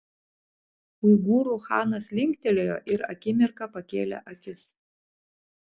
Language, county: Lithuanian, Klaipėda